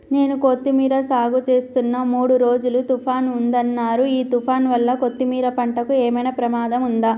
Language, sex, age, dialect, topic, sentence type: Telugu, female, 25-30, Telangana, agriculture, question